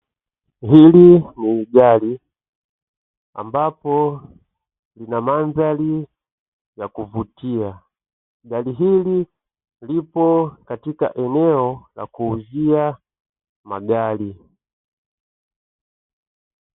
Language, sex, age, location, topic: Swahili, male, 25-35, Dar es Salaam, finance